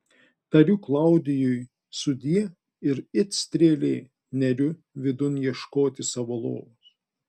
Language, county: Lithuanian, Klaipėda